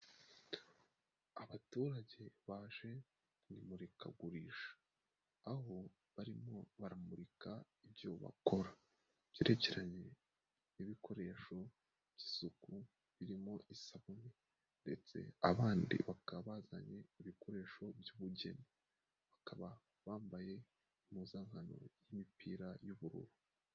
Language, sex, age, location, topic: Kinyarwanda, female, 36-49, Nyagatare, finance